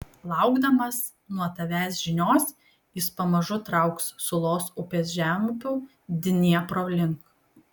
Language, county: Lithuanian, Kaunas